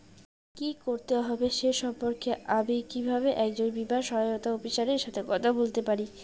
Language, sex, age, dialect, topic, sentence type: Bengali, female, 18-24, Rajbangshi, banking, question